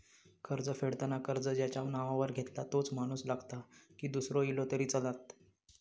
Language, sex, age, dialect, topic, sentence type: Marathi, male, 31-35, Southern Konkan, banking, question